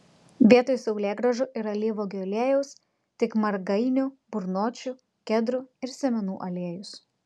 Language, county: Lithuanian, Telšiai